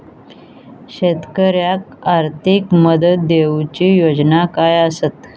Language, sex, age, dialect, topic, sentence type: Marathi, female, 18-24, Southern Konkan, agriculture, question